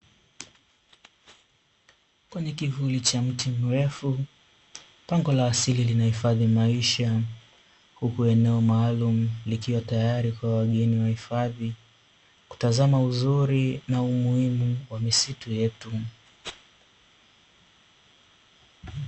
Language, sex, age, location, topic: Swahili, male, 18-24, Dar es Salaam, agriculture